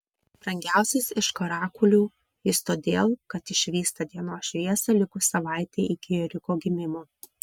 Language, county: Lithuanian, Vilnius